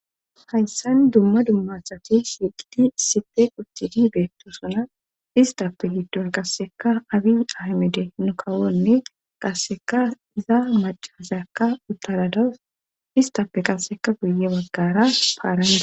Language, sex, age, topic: Gamo, female, 25-35, government